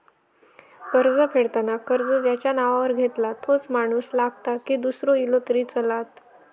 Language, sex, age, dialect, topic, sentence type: Marathi, female, 18-24, Southern Konkan, banking, question